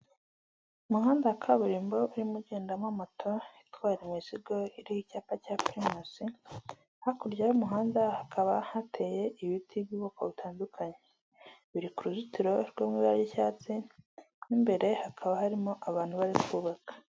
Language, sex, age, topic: Kinyarwanda, male, 18-24, government